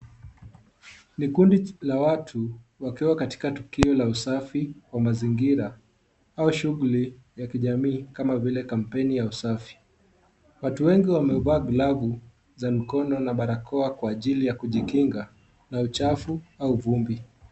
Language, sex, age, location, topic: Swahili, male, 18-24, Kisii, health